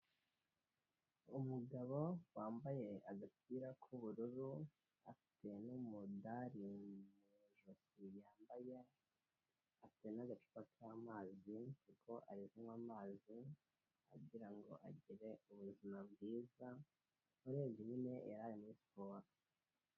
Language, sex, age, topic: Kinyarwanda, male, 18-24, health